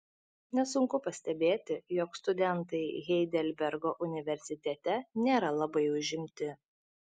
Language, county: Lithuanian, Šiauliai